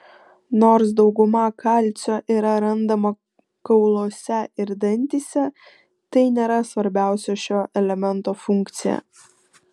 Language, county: Lithuanian, Vilnius